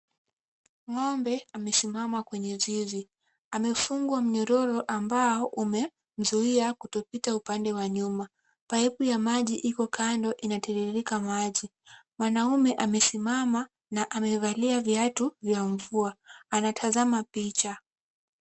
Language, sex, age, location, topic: Swahili, female, 18-24, Kisumu, agriculture